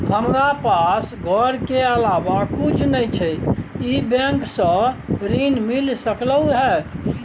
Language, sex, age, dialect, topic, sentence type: Maithili, male, 56-60, Bajjika, banking, question